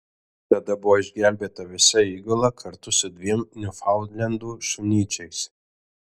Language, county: Lithuanian, Alytus